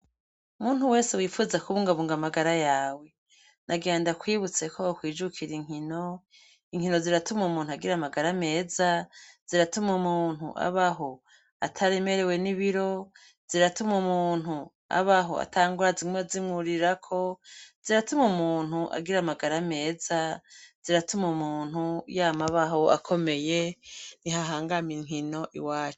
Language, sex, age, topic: Rundi, female, 36-49, education